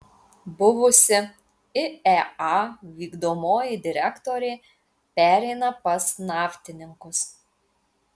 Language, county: Lithuanian, Marijampolė